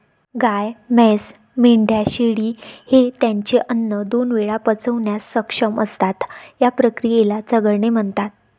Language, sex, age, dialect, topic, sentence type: Marathi, female, 25-30, Varhadi, agriculture, statement